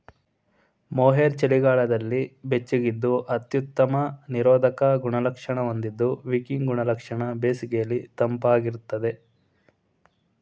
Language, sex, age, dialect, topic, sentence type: Kannada, male, 18-24, Mysore Kannada, agriculture, statement